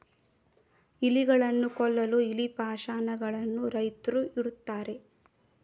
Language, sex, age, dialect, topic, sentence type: Kannada, female, 18-24, Mysore Kannada, agriculture, statement